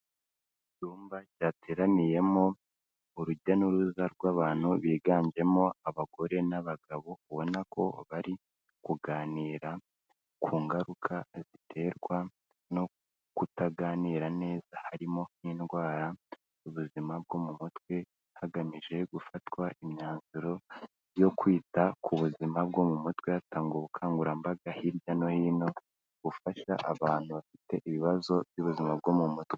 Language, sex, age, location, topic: Kinyarwanda, female, 25-35, Kigali, health